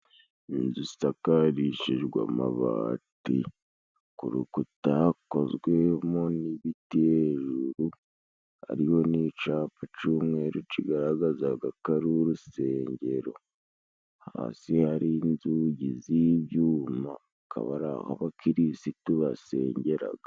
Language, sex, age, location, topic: Kinyarwanda, male, 18-24, Musanze, government